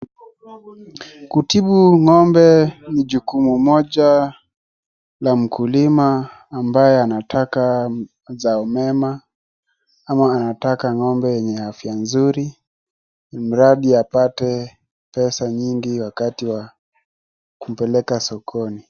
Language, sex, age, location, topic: Swahili, male, 18-24, Wajir, health